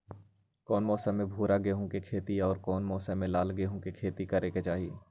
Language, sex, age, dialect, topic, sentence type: Magahi, male, 41-45, Western, agriculture, question